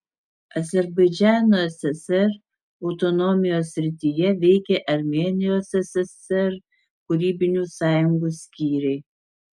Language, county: Lithuanian, Utena